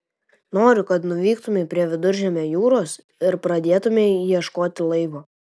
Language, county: Lithuanian, Tauragė